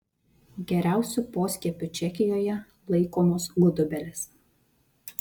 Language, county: Lithuanian, Vilnius